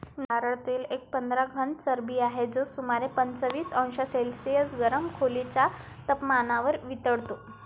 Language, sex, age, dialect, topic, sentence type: Marathi, female, 18-24, Varhadi, agriculture, statement